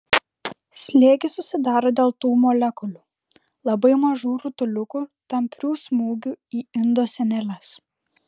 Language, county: Lithuanian, Klaipėda